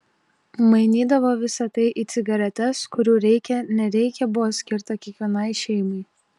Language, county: Lithuanian, Telšiai